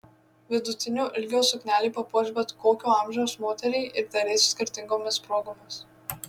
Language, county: Lithuanian, Marijampolė